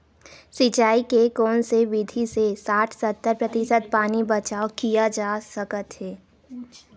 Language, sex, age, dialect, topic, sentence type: Chhattisgarhi, female, 18-24, Western/Budati/Khatahi, agriculture, question